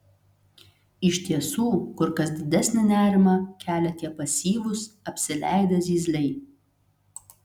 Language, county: Lithuanian, Telšiai